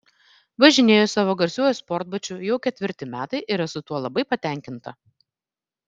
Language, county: Lithuanian, Vilnius